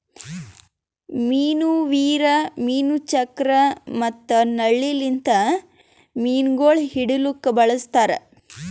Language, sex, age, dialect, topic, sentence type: Kannada, female, 18-24, Northeastern, agriculture, statement